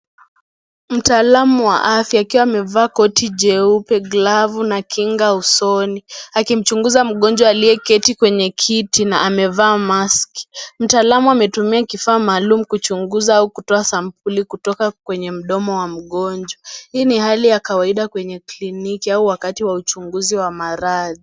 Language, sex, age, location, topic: Swahili, female, 18-24, Kisii, health